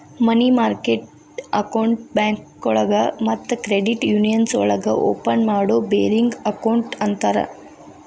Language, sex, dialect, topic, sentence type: Kannada, female, Dharwad Kannada, banking, statement